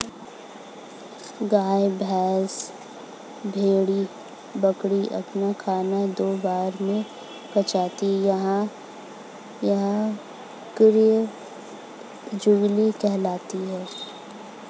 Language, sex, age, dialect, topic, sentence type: Hindi, female, 25-30, Hindustani Malvi Khadi Boli, agriculture, statement